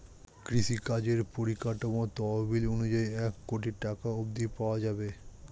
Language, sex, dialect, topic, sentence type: Bengali, male, Standard Colloquial, agriculture, statement